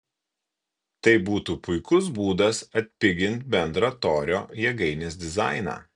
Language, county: Lithuanian, Kaunas